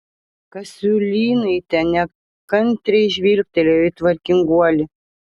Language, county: Lithuanian, Vilnius